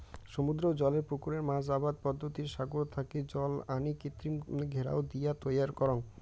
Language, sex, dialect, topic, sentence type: Bengali, male, Rajbangshi, agriculture, statement